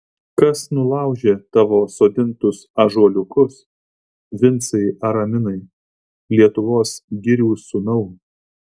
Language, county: Lithuanian, Vilnius